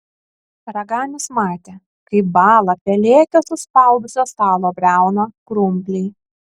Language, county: Lithuanian, Kaunas